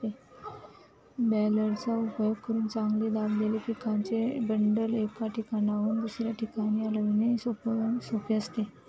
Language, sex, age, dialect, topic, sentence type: Marathi, female, 25-30, Standard Marathi, agriculture, statement